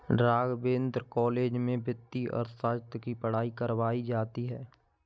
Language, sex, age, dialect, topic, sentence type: Hindi, male, 18-24, Kanauji Braj Bhasha, banking, statement